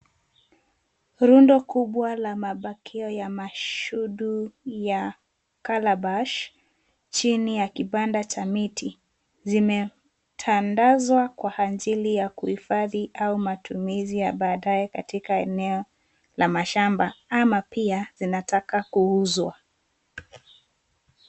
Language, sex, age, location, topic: Swahili, female, 18-24, Nairobi, finance